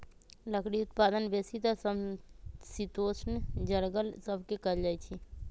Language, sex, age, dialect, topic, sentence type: Magahi, female, 25-30, Western, agriculture, statement